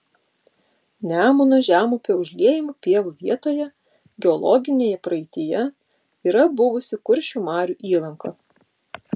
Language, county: Lithuanian, Utena